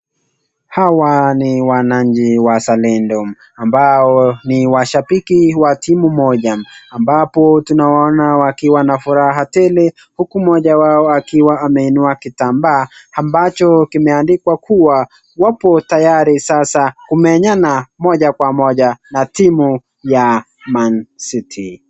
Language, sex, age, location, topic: Swahili, male, 18-24, Nakuru, government